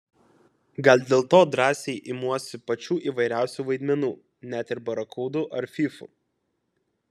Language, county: Lithuanian, Kaunas